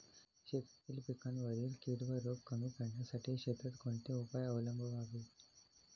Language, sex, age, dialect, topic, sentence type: Marathi, male, 18-24, Standard Marathi, agriculture, question